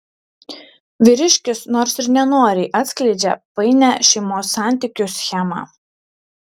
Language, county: Lithuanian, Šiauliai